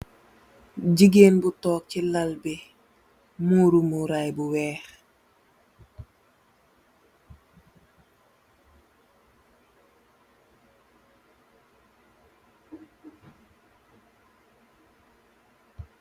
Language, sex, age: Wolof, female, 18-24